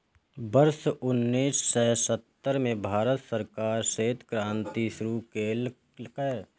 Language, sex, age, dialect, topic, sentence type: Maithili, male, 25-30, Eastern / Thethi, agriculture, statement